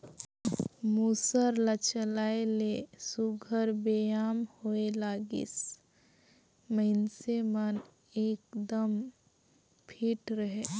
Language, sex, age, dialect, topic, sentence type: Chhattisgarhi, female, 18-24, Northern/Bhandar, agriculture, statement